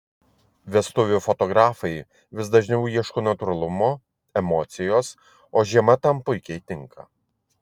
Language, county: Lithuanian, Vilnius